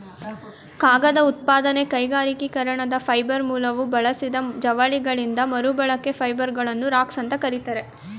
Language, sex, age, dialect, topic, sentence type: Kannada, female, 18-24, Mysore Kannada, agriculture, statement